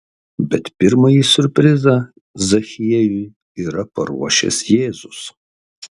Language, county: Lithuanian, Kaunas